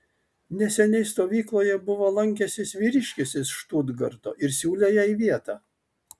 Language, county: Lithuanian, Kaunas